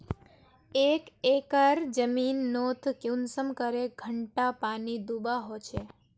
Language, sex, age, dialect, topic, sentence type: Magahi, female, 18-24, Northeastern/Surjapuri, agriculture, question